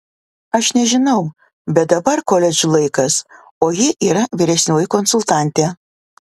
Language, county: Lithuanian, Vilnius